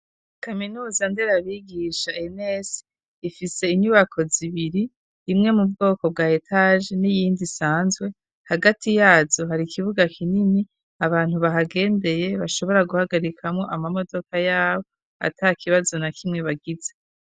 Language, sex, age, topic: Rundi, female, 36-49, education